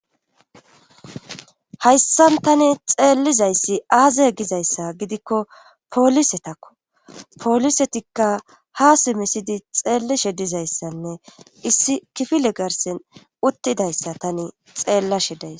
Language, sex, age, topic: Gamo, female, 18-24, government